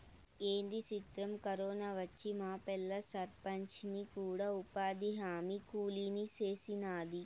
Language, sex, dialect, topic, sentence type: Telugu, female, Southern, banking, statement